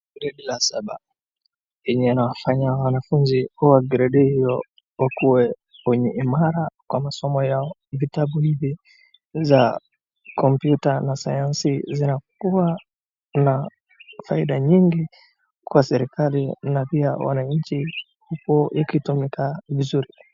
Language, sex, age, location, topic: Swahili, male, 18-24, Wajir, education